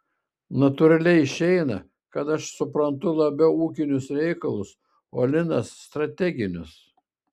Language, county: Lithuanian, Šiauliai